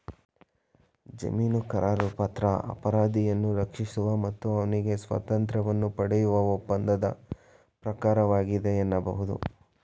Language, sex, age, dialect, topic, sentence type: Kannada, male, 25-30, Mysore Kannada, banking, statement